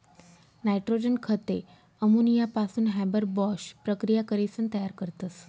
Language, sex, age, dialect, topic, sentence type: Marathi, female, 25-30, Northern Konkan, agriculture, statement